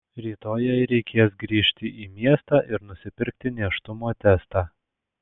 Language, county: Lithuanian, Alytus